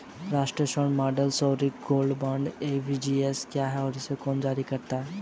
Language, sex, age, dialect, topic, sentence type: Hindi, male, 18-24, Hindustani Malvi Khadi Boli, banking, question